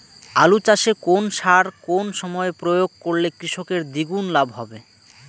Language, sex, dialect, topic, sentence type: Bengali, male, Rajbangshi, agriculture, question